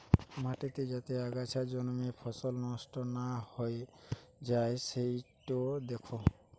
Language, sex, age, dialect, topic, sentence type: Bengali, male, 18-24, Western, agriculture, statement